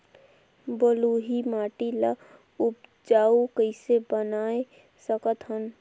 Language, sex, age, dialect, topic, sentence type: Chhattisgarhi, female, 18-24, Northern/Bhandar, agriculture, question